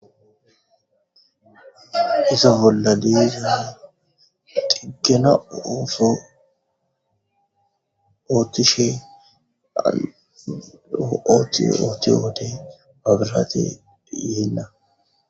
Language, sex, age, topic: Gamo, male, 25-35, government